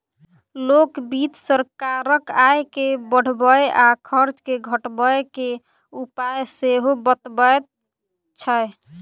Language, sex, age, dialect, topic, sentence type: Maithili, female, 18-24, Southern/Standard, banking, statement